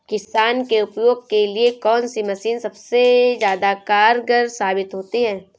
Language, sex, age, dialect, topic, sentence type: Hindi, female, 25-30, Kanauji Braj Bhasha, agriculture, question